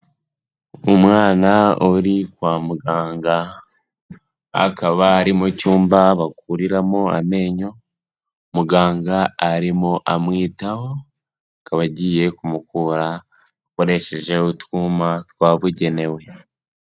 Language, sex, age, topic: Kinyarwanda, male, 18-24, health